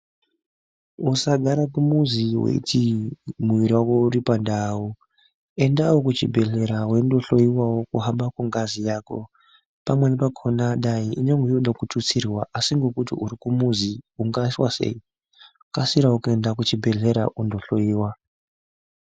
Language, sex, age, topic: Ndau, male, 18-24, health